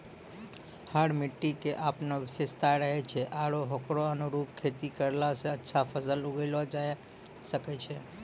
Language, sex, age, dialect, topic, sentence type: Maithili, male, 25-30, Angika, agriculture, statement